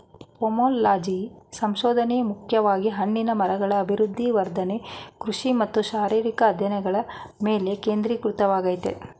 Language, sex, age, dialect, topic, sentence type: Kannada, male, 46-50, Mysore Kannada, agriculture, statement